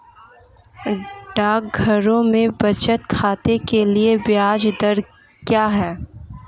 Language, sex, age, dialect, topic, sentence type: Hindi, female, 18-24, Marwari Dhudhari, banking, question